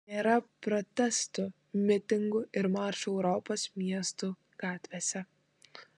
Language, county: Lithuanian, Klaipėda